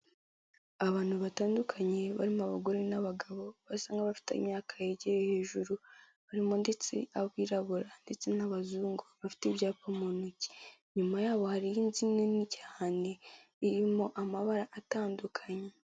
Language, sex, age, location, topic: Kinyarwanda, female, 18-24, Kigali, health